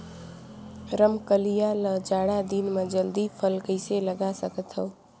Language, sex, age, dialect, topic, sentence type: Chhattisgarhi, female, 18-24, Northern/Bhandar, agriculture, question